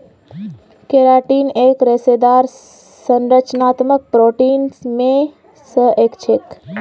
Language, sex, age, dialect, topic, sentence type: Magahi, female, 18-24, Northeastern/Surjapuri, agriculture, statement